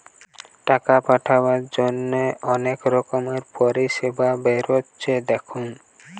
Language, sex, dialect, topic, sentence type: Bengali, male, Western, banking, statement